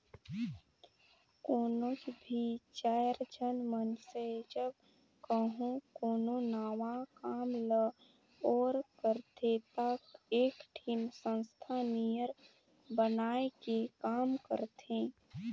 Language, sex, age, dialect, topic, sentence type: Chhattisgarhi, female, 18-24, Northern/Bhandar, banking, statement